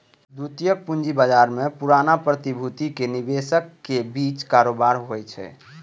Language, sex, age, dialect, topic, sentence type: Maithili, male, 18-24, Eastern / Thethi, banking, statement